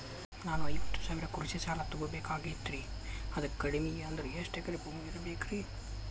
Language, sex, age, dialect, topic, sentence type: Kannada, male, 25-30, Dharwad Kannada, banking, question